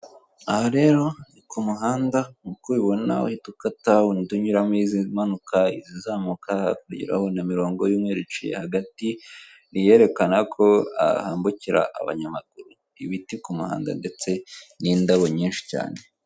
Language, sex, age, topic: Kinyarwanda, female, 18-24, government